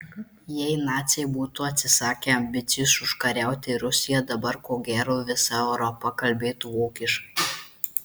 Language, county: Lithuanian, Marijampolė